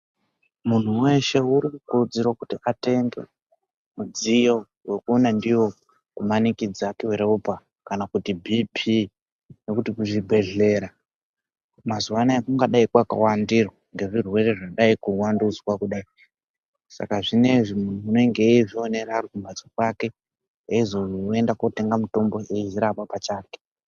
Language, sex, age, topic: Ndau, male, 18-24, health